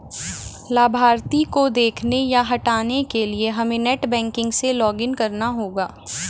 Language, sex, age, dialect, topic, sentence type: Hindi, female, 25-30, Hindustani Malvi Khadi Boli, banking, statement